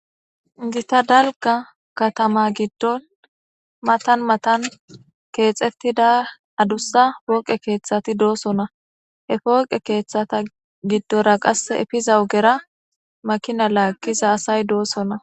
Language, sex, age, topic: Gamo, female, 18-24, government